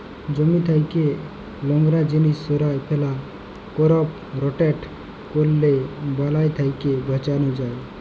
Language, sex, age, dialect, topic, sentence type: Bengali, male, 18-24, Jharkhandi, agriculture, statement